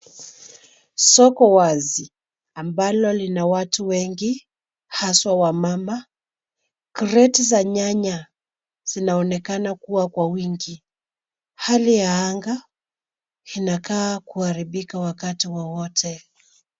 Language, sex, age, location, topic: Swahili, female, 25-35, Nairobi, finance